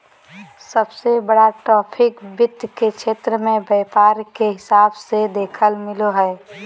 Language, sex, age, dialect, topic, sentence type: Magahi, male, 18-24, Southern, banking, statement